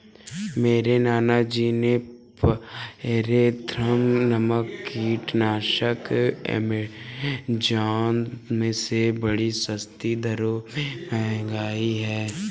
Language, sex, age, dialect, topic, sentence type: Hindi, male, 36-40, Awadhi Bundeli, agriculture, statement